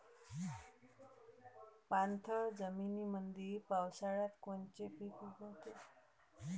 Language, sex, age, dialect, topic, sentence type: Marathi, female, 31-35, Varhadi, agriculture, question